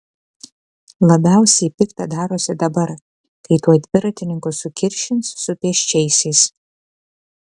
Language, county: Lithuanian, Kaunas